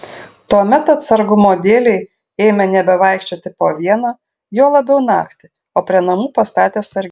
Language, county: Lithuanian, Šiauliai